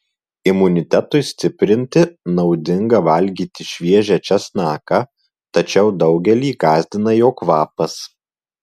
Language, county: Lithuanian, Marijampolė